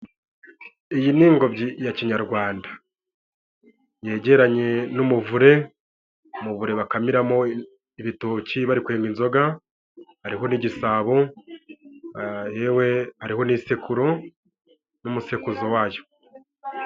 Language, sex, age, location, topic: Kinyarwanda, male, 25-35, Musanze, government